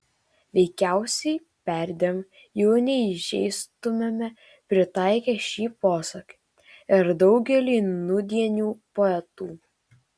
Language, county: Lithuanian, Šiauliai